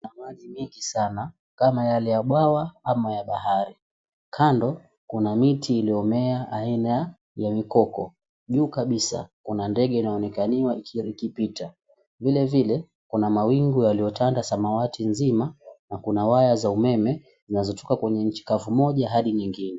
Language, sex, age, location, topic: Swahili, male, 18-24, Mombasa, government